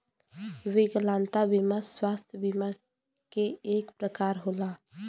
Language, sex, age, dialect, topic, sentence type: Bhojpuri, female, 18-24, Western, banking, statement